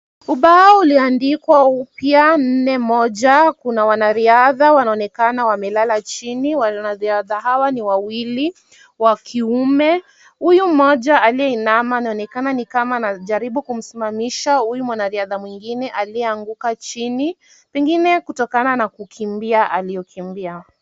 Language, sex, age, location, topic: Swahili, female, 18-24, Kisumu, education